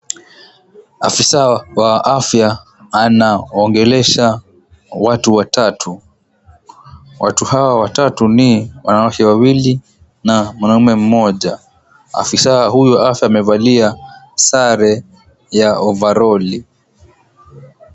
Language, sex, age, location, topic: Swahili, male, 18-24, Mombasa, agriculture